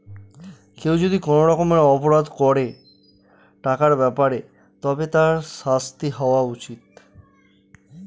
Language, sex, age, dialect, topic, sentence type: Bengali, male, 25-30, Northern/Varendri, banking, statement